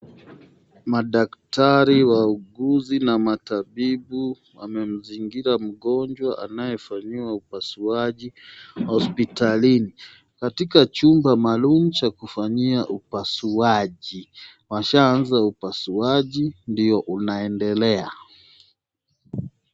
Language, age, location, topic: Swahili, 36-49, Nakuru, health